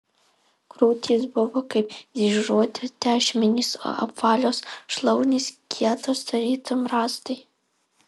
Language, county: Lithuanian, Alytus